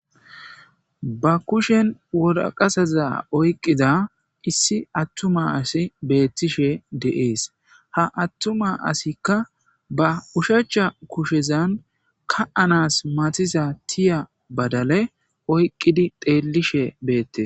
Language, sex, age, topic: Gamo, male, 18-24, agriculture